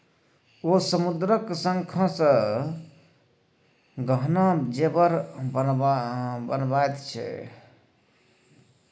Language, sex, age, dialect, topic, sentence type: Maithili, male, 31-35, Bajjika, agriculture, statement